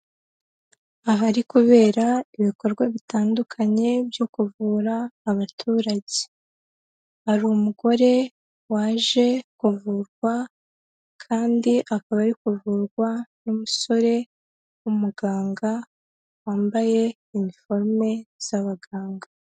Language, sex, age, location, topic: Kinyarwanda, female, 18-24, Huye, health